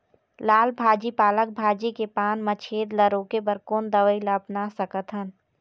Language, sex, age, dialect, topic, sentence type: Chhattisgarhi, female, 18-24, Eastern, agriculture, question